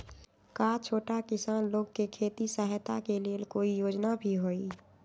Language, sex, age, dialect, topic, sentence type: Magahi, female, 31-35, Western, agriculture, question